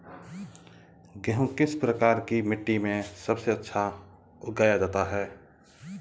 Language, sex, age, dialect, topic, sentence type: Hindi, male, 25-30, Marwari Dhudhari, agriculture, question